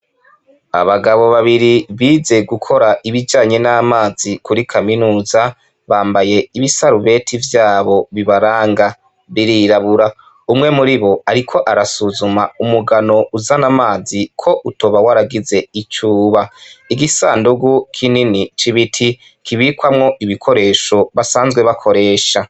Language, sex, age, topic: Rundi, male, 25-35, education